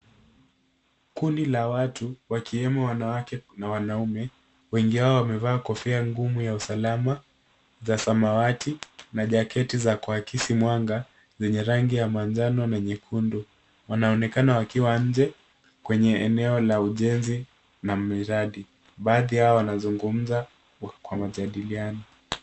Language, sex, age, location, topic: Swahili, male, 18-24, Nairobi, health